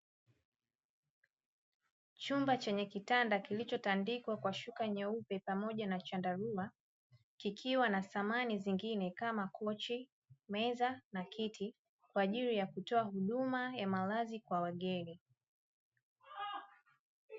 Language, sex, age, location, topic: Swahili, female, 25-35, Dar es Salaam, finance